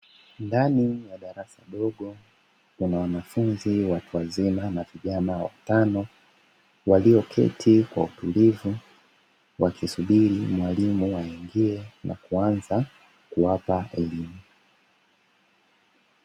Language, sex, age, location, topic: Swahili, male, 25-35, Dar es Salaam, education